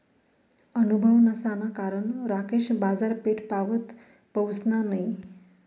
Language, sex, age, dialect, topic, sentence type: Marathi, female, 31-35, Northern Konkan, banking, statement